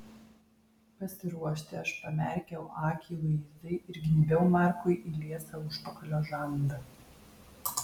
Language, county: Lithuanian, Alytus